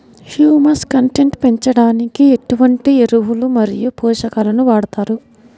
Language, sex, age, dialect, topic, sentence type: Telugu, male, 60-100, Central/Coastal, agriculture, question